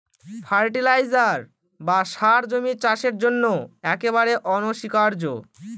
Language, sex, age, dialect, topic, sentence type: Bengali, male, <18, Northern/Varendri, agriculture, statement